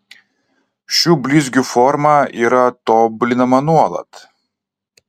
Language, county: Lithuanian, Kaunas